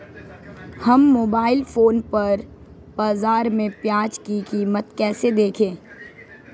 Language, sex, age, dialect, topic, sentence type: Hindi, female, 18-24, Marwari Dhudhari, agriculture, question